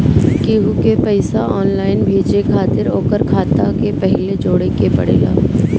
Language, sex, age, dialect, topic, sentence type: Bhojpuri, female, 18-24, Northern, banking, statement